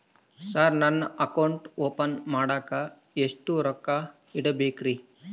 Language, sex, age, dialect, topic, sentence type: Kannada, male, 25-30, Central, banking, question